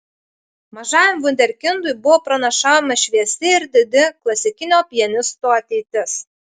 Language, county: Lithuanian, Marijampolė